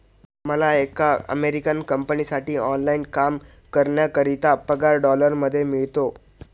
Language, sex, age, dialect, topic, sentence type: Marathi, male, 18-24, Northern Konkan, banking, statement